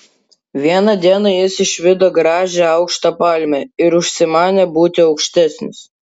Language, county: Lithuanian, Klaipėda